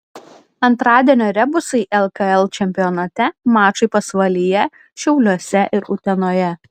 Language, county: Lithuanian, Klaipėda